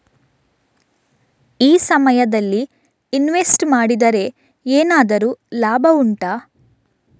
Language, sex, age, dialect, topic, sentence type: Kannada, female, 56-60, Coastal/Dakshin, banking, question